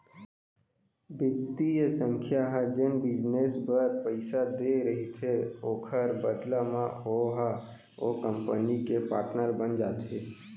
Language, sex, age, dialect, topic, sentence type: Chhattisgarhi, male, 18-24, Central, banking, statement